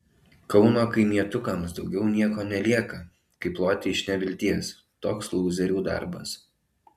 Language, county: Lithuanian, Alytus